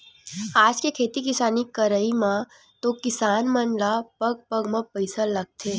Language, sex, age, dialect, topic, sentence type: Chhattisgarhi, female, 31-35, Western/Budati/Khatahi, banking, statement